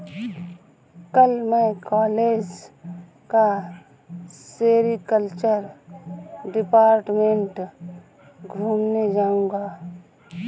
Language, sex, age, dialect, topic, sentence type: Hindi, female, 18-24, Awadhi Bundeli, agriculture, statement